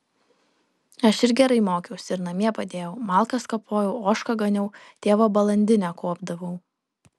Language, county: Lithuanian, Vilnius